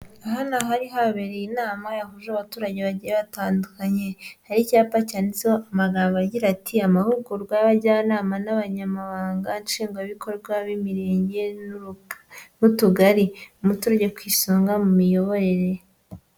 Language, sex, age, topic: Kinyarwanda, female, 25-35, government